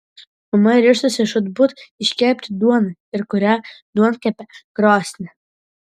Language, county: Lithuanian, Vilnius